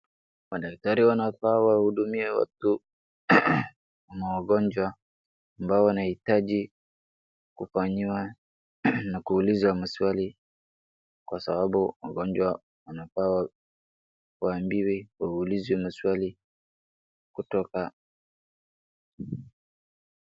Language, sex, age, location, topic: Swahili, male, 18-24, Wajir, health